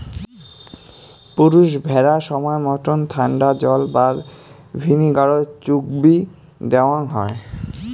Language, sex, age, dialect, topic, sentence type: Bengali, male, 18-24, Rajbangshi, agriculture, statement